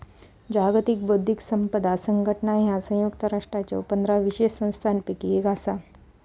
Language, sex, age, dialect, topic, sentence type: Marathi, female, 25-30, Southern Konkan, banking, statement